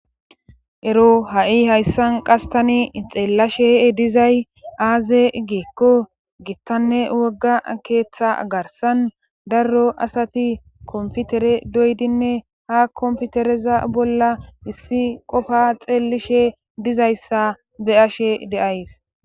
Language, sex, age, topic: Gamo, female, 18-24, government